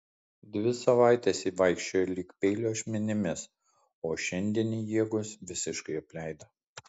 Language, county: Lithuanian, Kaunas